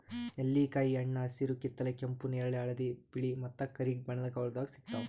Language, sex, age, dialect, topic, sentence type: Kannada, male, 18-24, Northeastern, agriculture, statement